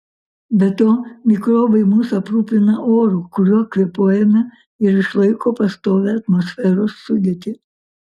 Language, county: Lithuanian, Kaunas